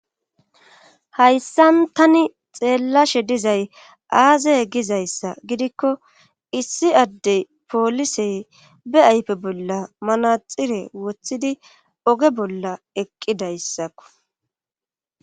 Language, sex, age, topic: Gamo, female, 36-49, government